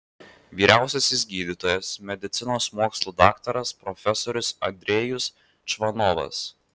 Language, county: Lithuanian, Vilnius